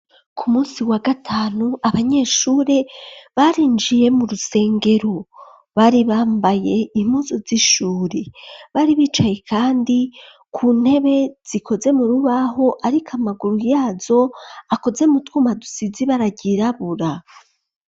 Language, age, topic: Rundi, 25-35, education